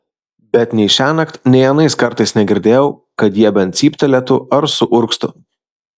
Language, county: Lithuanian, Vilnius